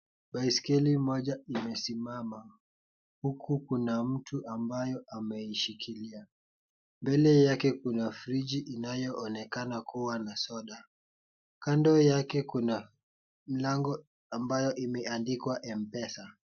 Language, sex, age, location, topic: Swahili, male, 18-24, Kisumu, finance